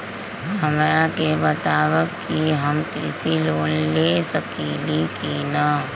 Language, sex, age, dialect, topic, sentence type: Magahi, female, 25-30, Western, banking, question